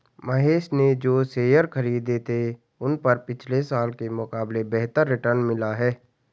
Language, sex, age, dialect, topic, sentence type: Hindi, male, 18-24, Garhwali, banking, statement